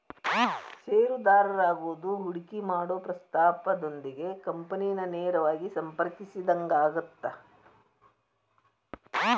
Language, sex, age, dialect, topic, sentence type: Kannada, female, 60-100, Dharwad Kannada, banking, statement